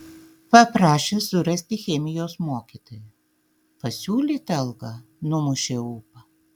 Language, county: Lithuanian, Tauragė